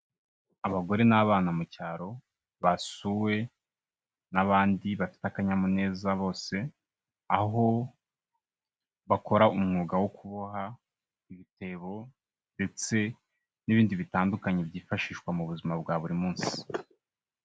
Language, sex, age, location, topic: Kinyarwanda, male, 25-35, Kigali, health